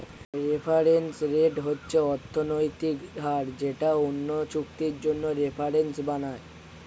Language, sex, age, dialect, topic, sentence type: Bengali, male, 18-24, Standard Colloquial, banking, statement